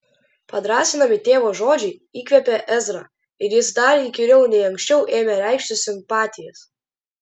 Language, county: Lithuanian, Klaipėda